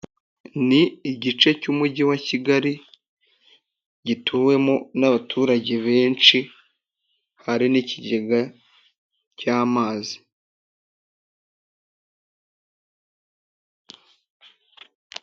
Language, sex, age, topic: Kinyarwanda, male, 18-24, government